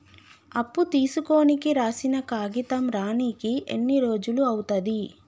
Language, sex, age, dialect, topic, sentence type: Telugu, female, 25-30, Telangana, banking, question